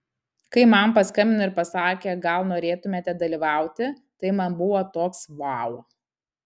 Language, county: Lithuanian, Kaunas